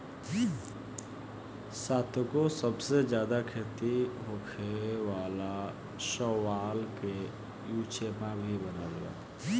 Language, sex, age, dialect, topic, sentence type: Bhojpuri, male, 18-24, Southern / Standard, agriculture, statement